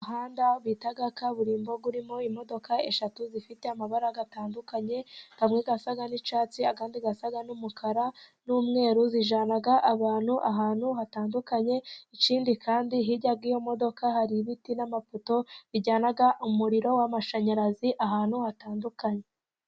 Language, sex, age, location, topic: Kinyarwanda, female, 25-35, Musanze, government